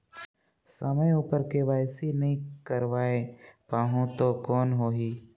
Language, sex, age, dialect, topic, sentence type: Chhattisgarhi, male, 46-50, Northern/Bhandar, banking, question